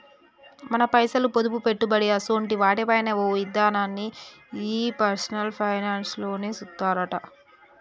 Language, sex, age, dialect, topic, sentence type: Telugu, male, 18-24, Telangana, banking, statement